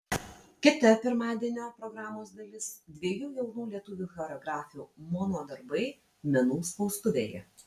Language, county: Lithuanian, Vilnius